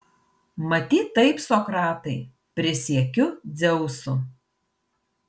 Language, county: Lithuanian, Marijampolė